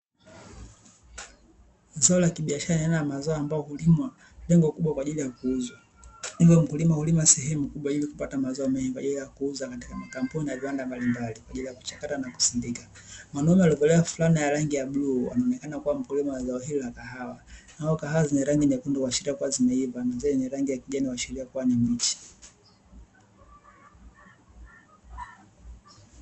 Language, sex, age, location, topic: Swahili, male, 18-24, Dar es Salaam, agriculture